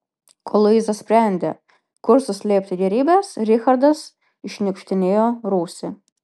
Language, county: Lithuanian, Vilnius